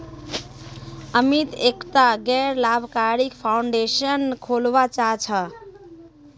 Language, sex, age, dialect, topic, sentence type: Magahi, male, 18-24, Northeastern/Surjapuri, banking, statement